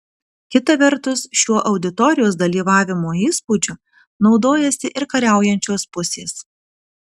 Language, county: Lithuanian, Kaunas